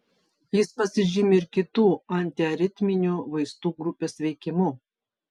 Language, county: Lithuanian, Vilnius